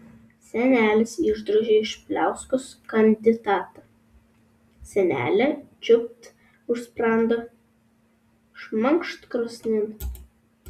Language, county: Lithuanian, Vilnius